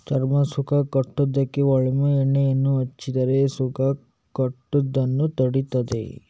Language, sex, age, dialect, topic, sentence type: Kannada, male, 36-40, Coastal/Dakshin, agriculture, statement